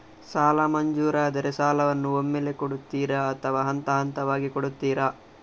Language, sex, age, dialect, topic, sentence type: Kannada, male, 18-24, Coastal/Dakshin, banking, question